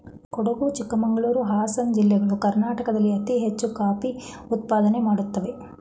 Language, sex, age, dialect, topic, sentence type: Kannada, male, 46-50, Mysore Kannada, agriculture, statement